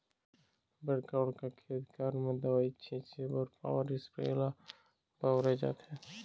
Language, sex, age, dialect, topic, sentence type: Chhattisgarhi, male, 25-30, Eastern, agriculture, statement